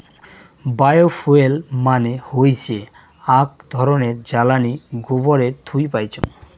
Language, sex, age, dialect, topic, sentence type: Bengali, male, 18-24, Rajbangshi, agriculture, statement